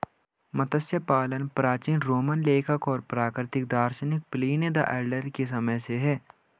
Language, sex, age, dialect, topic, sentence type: Hindi, male, 18-24, Hindustani Malvi Khadi Boli, agriculture, statement